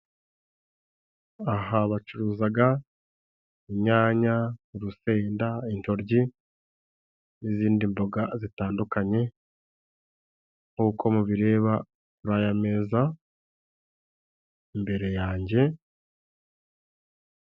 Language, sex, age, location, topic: Kinyarwanda, male, 25-35, Musanze, agriculture